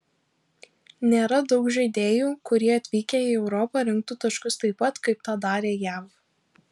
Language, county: Lithuanian, Alytus